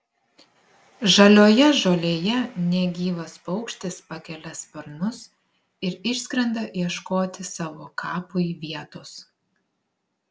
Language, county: Lithuanian, Klaipėda